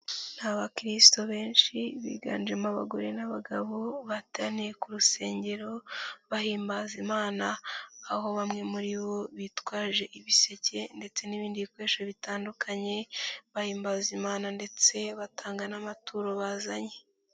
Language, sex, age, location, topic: Kinyarwanda, female, 18-24, Nyagatare, finance